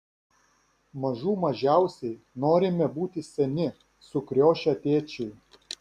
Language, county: Lithuanian, Vilnius